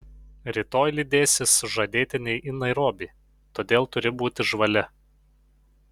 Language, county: Lithuanian, Panevėžys